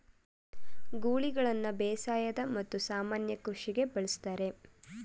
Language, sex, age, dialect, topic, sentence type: Kannada, female, 18-24, Mysore Kannada, agriculture, statement